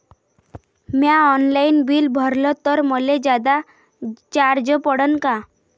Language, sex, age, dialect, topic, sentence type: Marathi, female, 18-24, Varhadi, banking, question